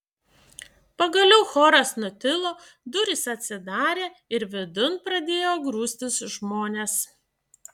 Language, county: Lithuanian, Šiauliai